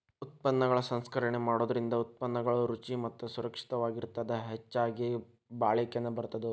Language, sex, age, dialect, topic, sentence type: Kannada, male, 18-24, Dharwad Kannada, agriculture, statement